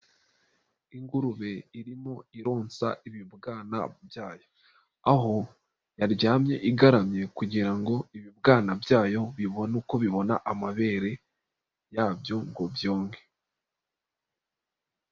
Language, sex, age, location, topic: Kinyarwanda, female, 36-49, Nyagatare, agriculture